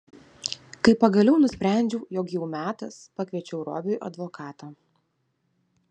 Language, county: Lithuanian, Vilnius